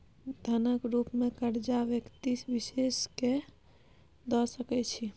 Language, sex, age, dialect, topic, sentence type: Maithili, female, 25-30, Bajjika, banking, statement